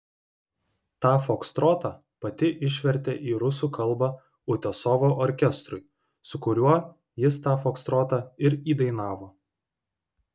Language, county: Lithuanian, Vilnius